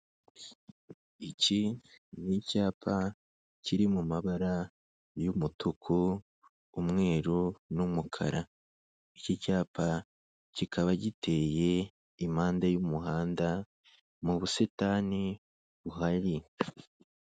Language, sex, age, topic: Kinyarwanda, male, 25-35, government